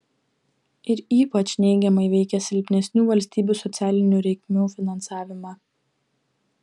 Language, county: Lithuanian, Klaipėda